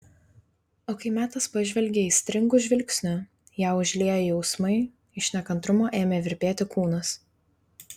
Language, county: Lithuanian, Vilnius